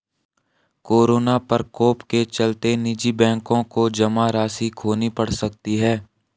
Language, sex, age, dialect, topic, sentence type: Hindi, male, 18-24, Garhwali, banking, statement